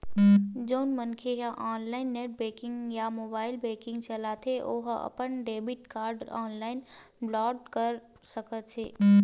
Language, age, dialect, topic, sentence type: Chhattisgarhi, 18-24, Western/Budati/Khatahi, banking, statement